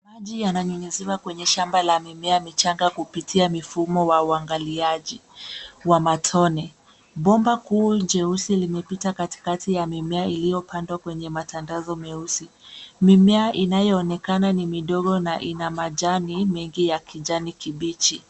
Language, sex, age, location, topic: Swahili, female, 18-24, Nairobi, agriculture